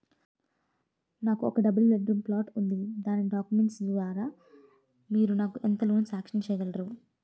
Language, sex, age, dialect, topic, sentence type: Telugu, female, 18-24, Utterandhra, banking, question